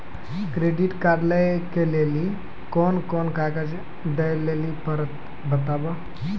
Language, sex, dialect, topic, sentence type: Maithili, male, Angika, banking, question